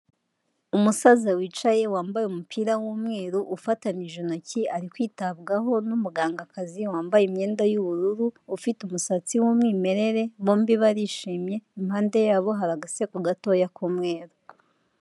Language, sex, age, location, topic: Kinyarwanda, female, 18-24, Kigali, health